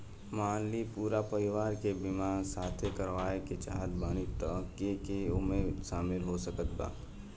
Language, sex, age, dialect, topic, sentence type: Bhojpuri, male, 18-24, Southern / Standard, banking, question